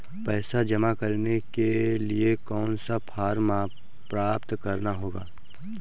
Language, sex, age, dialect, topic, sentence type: Hindi, male, 18-24, Kanauji Braj Bhasha, banking, question